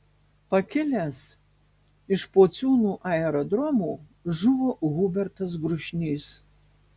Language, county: Lithuanian, Marijampolė